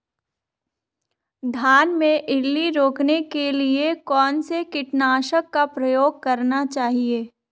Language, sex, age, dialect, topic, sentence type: Hindi, female, 18-24, Marwari Dhudhari, agriculture, question